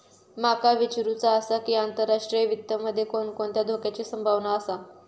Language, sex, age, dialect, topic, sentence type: Marathi, female, 31-35, Southern Konkan, banking, statement